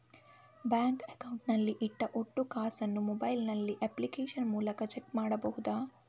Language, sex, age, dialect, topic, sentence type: Kannada, female, 18-24, Coastal/Dakshin, banking, question